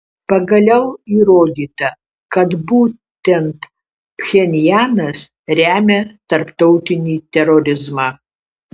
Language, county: Lithuanian, Kaunas